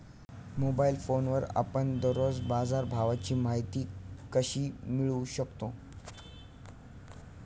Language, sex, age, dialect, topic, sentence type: Marathi, male, 18-24, Standard Marathi, agriculture, question